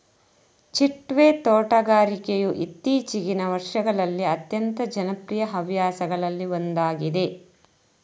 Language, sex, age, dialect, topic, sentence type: Kannada, female, 31-35, Coastal/Dakshin, agriculture, statement